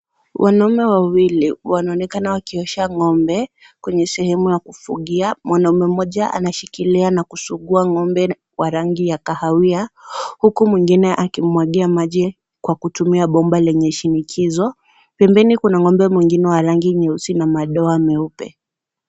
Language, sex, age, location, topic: Swahili, female, 18-24, Kisii, agriculture